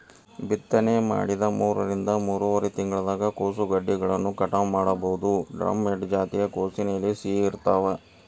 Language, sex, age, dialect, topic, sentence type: Kannada, male, 60-100, Dharwad Kannada, agriculture, statement